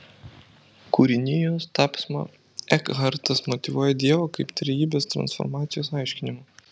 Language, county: Lithuanian, Vilnius